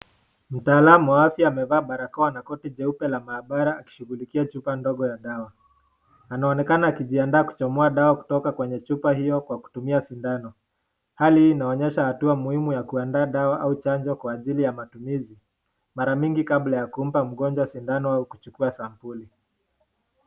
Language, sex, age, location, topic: Swahili, male, 18-24, Nakuru, health